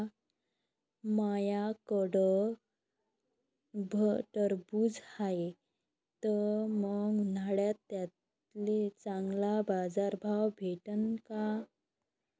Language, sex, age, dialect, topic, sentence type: Marathi, female, 25-30, Varhadi, agriculture, question